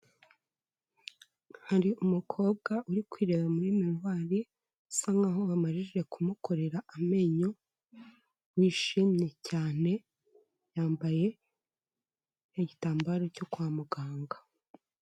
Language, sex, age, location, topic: Kinyarwanda, male, 25-35, Kigali, health